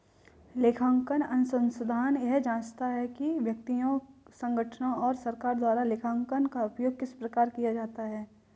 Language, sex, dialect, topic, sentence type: Hindi, female, Kanauji Braj Bhasha, banking, statement